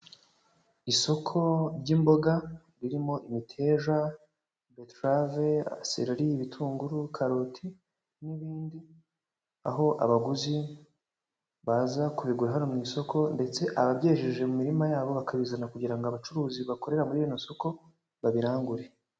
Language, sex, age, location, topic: Kinyarwanda, male, 18-24, Huye, agriculture